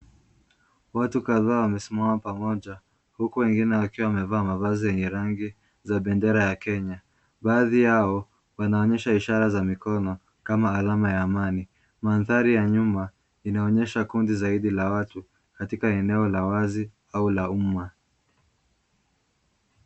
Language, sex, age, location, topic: Swahili, male, 18-24, Kisumu, government